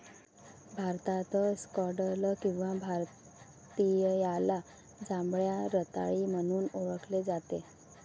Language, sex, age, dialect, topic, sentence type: Marathi, female, 31-35, Varhadi, agriculture, statement